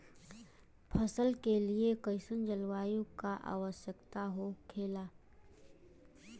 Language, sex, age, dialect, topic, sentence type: Bhojpuri, female, 25-30, Western, agriculture, question